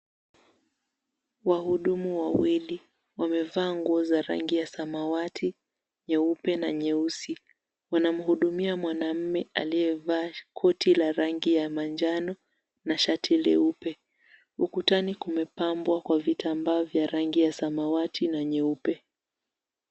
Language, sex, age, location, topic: Swahili, female, 18-24, Mombasa, health